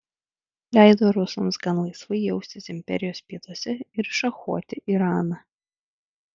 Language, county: Lithuanian, Vilnius